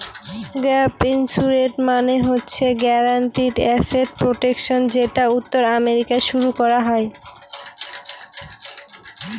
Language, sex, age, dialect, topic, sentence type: Bengali, female, 18-24, Northern/Varendri, banking, statement